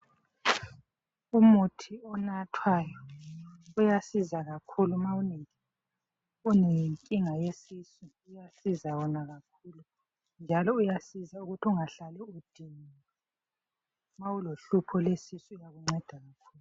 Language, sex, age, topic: North Ndebele, female, 36-49, health